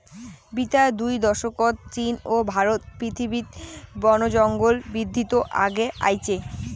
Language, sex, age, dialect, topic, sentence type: Bengali, female, 18-24, Rajbangshi, agriculture, statement